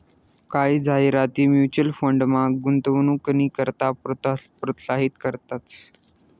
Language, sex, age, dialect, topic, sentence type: Marathi, male, 18-24, Northern Konkan, banking, statement